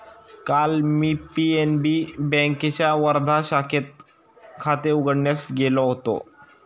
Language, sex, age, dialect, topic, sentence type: Marathi, male, 18-24, Standard Marathi, banking, statement